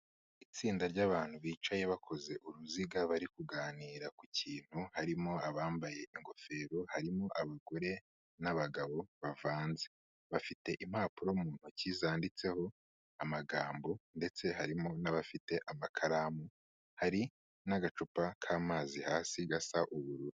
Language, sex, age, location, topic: Kinyarwanda, male, 25-35, Kigali, health